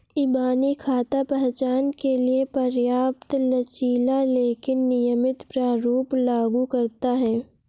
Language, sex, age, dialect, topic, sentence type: Hindi, female, 18-24, Awadhi Bundeli, banking, statement